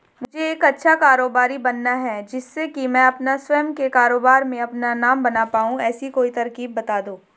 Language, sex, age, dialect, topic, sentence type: Hindi, female, 18-24, Marwari Dhudhari, agriculture, question